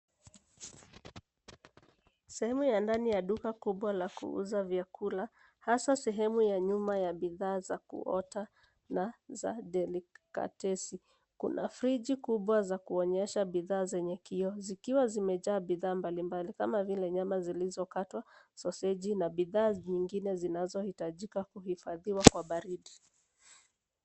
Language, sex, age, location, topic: Swahili, female, 25-35, Nairobi, finance